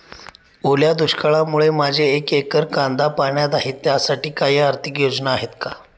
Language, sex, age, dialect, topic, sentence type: Marathi, male, 25-30, Standard Marathi, agriculture, question